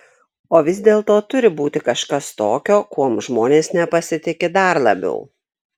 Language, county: Lithuanian, Šiauliai